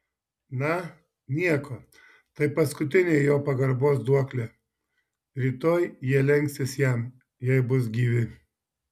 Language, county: Lithuanian, Šiauliai